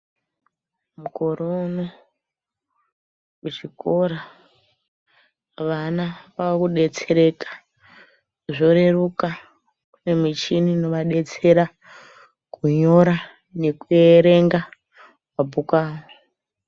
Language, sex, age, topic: Ndau, female, 25-35, education